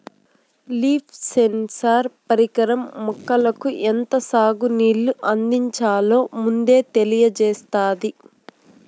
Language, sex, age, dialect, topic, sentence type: Telugu, female, 18-24, Southern, agriculture, statement